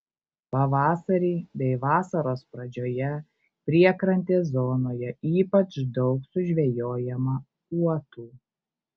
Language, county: Lithuanian, Kaunas